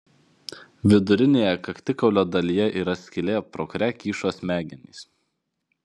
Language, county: Lithuanian, Vilnius